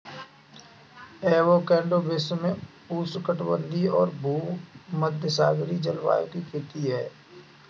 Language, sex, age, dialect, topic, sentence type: Hindi, male, 25-30, Kanauji Braj Bhasha, agriculture, statement